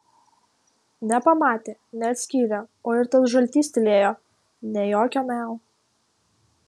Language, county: Lithuanian, Kaunas